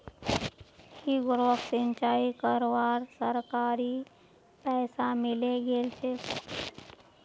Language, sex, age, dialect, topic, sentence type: Magahi, female, 56-60, Northeastern/Surjapuri, agriculture, statement